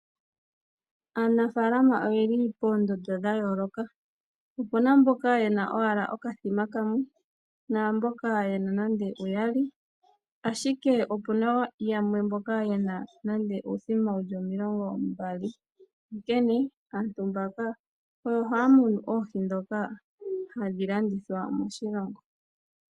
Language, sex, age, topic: Oshiwambo, female, 25-35, agriculture